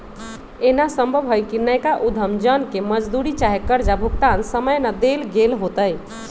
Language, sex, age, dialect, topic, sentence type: Magahi, male, 18-24, Western, banking, statement